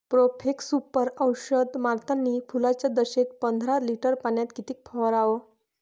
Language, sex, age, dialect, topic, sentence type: Marathi, female, 18-24, Varhadi, agriculture, question